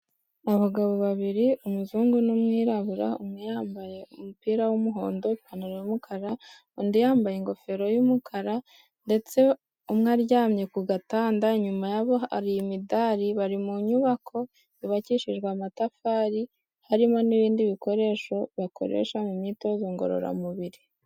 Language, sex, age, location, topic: Kinyarwanda, female, 18-24, Kigali, health